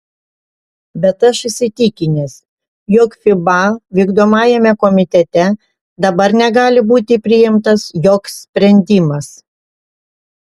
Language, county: Lithuanian, Panevėžys